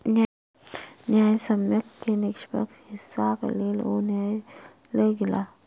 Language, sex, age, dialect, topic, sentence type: Maithili, female, 51-55, Southern/Standard, banking, statement